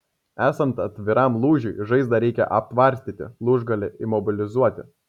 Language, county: Lithuanian, Kaunas